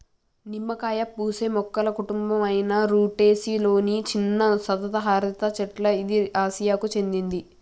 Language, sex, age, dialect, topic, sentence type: Telugu, female, 18-24, Telangana, agriculture, statement